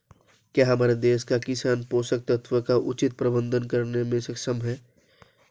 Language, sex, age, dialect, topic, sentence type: Hindi, female, 18-24, Marwari Dhudhari, agriculture, statement